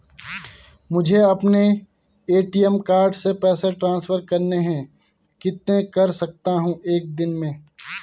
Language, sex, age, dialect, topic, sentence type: Hindi, male, 18-24, Garhwali, banking, question